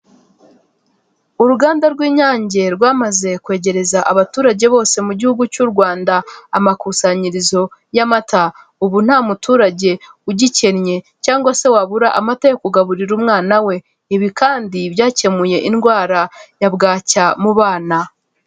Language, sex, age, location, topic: Kinyarwanda, female, 25-35, Kigali, finance